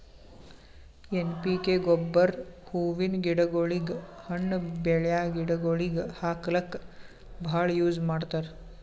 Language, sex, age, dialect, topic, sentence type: Kannada, male, 18-24, Northeastern, agriculture, statement